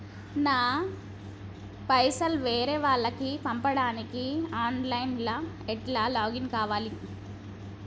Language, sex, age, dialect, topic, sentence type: Telugu, female, 25-30, Telangana, banking, question